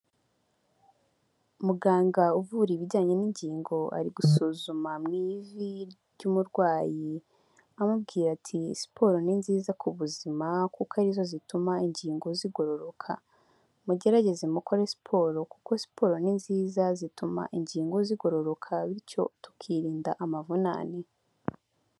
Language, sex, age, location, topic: Kinyarwanda, female, 25-35, Huye, health